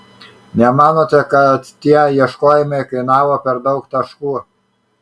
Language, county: Lithuanian, Kaunas